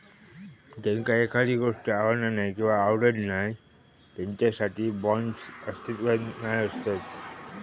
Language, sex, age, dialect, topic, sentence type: Marathi, male, 25-30, Southern Konkan, banking, statement